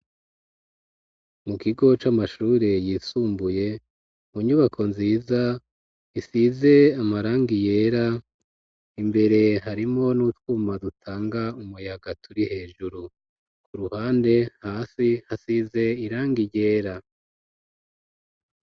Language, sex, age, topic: Rundi, male, 36-49, education